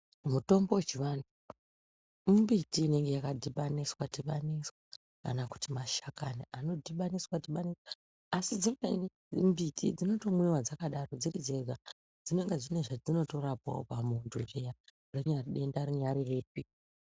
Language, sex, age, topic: Ndau, female, 36-49, health